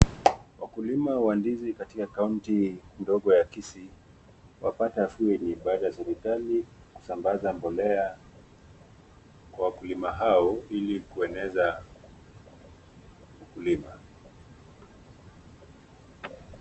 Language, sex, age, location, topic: Swahili, male, 25-35, Nakuru, agriculture